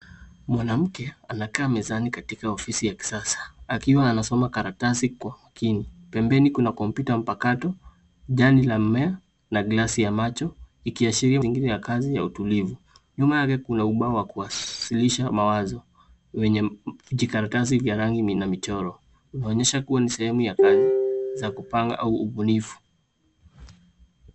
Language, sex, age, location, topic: Swahili, male, 18-24, Nairobi, education